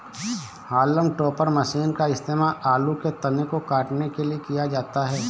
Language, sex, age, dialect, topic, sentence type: Hindi, male, 25-30, Awadhi Bundeli, agriculture, statement